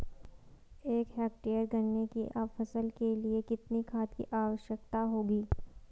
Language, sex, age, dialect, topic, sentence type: Hindi, female, 18-24, Garhwali, agriculture, question